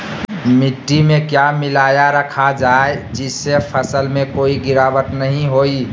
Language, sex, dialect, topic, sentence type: Magahi, male, Southern, agriculture, question